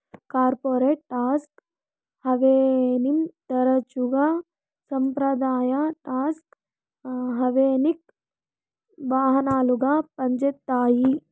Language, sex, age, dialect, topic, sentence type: Telugu, female, 18-24, Southern, banking, statement